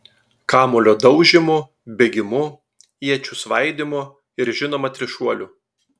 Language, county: Lithuanian, Telšiai